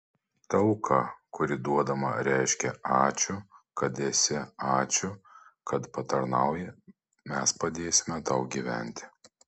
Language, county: Lithuanian, Panevėžys